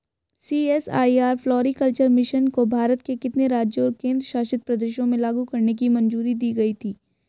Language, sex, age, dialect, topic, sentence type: Hindi, female, 18-24, Hindustani Malvi Khadi Boli, banking, question